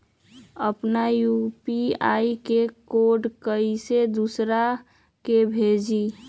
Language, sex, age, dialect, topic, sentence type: Magahi, female, 18-24, Western, banking, question